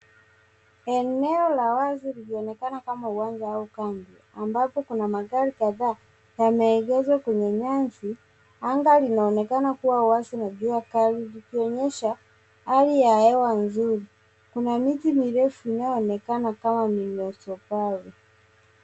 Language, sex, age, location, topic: Swahili, male, 18-24, Nairobi, finance